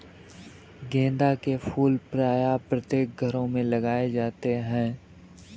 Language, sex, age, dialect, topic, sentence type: Hindi, male, 18-24, Kanauji Braj Bhasha, agriculture, statement